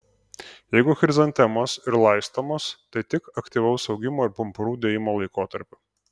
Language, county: Lithuanian, Kaunas